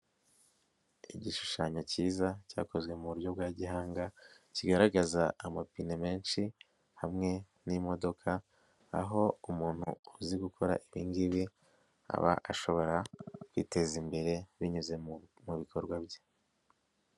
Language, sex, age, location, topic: Kinyarwanda, male, 18-24, Nyagatare, education